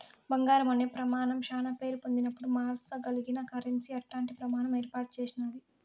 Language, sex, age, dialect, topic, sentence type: Telugu, female, 60-100, Southern, banking, statement